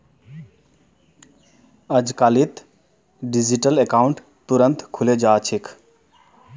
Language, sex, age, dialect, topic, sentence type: Magahi, male, 31-35, Northeastern/Surjapuri, banking, statement